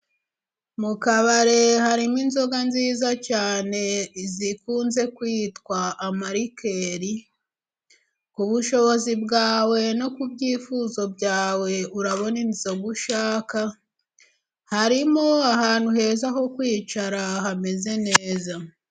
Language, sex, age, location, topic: Kinyarwanda, female, 25-35, Musanze, finance